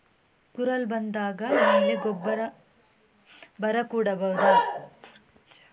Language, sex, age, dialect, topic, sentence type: Kannada, female, 18-24, Coastal/Dakshin, agriculture, question